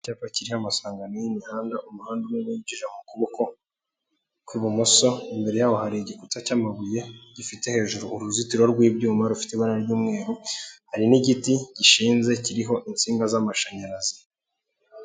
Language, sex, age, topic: Kinyarwanda, male, 18-24, government